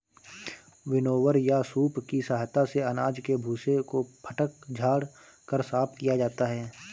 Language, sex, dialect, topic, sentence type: Hindi, male, Awadhi Bundeli, agriculture, statement